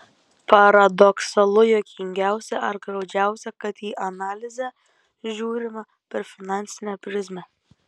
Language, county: Lithuanian, Kaunas